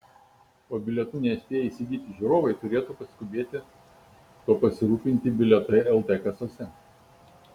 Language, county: Lithuanian, Kaunas